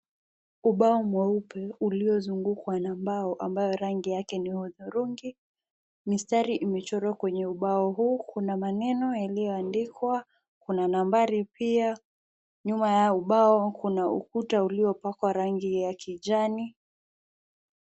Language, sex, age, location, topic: Swahili, female, 18-24, Nakuru, education